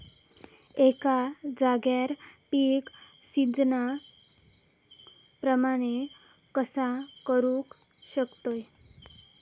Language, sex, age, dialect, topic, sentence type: Marathi, female, 18-24, Southern Konkan, agriculture, question